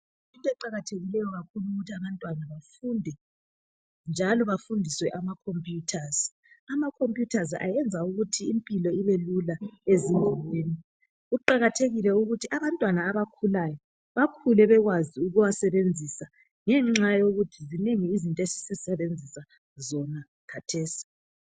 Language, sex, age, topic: North Ndebele, female, 36-49, health